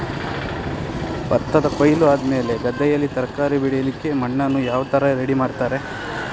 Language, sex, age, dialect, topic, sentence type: Kannada, male, 18-24, Coastal/Dakshin, agriculture, question